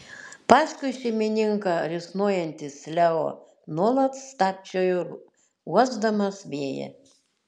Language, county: Lithuanian, Šiauliai